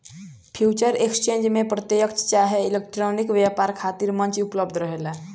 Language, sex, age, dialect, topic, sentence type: Bhojpuri, female, 18-24, Southern / Standard, banking, statement